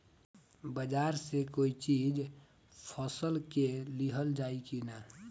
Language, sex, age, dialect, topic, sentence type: Bhojpuri, male, 18-24, Northern, agriculture, question